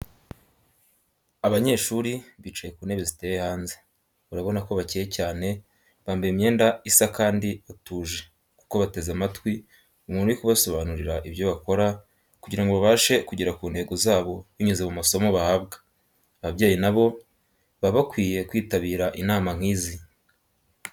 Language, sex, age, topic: Kinyarwanda, male, 18-24, education